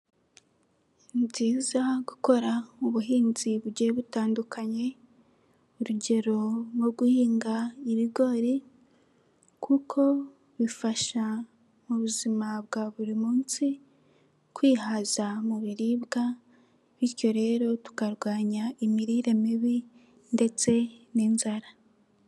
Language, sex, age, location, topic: Kinyarwanda, female, 18-24, Nyagatare, agriculture